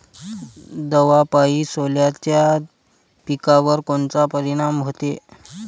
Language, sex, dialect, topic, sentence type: Marathi, male, Varhadi, agriculture, question